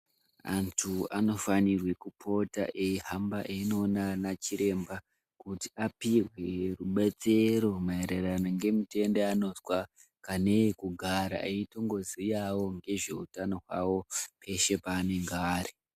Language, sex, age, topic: Ndau, male, 18-24, health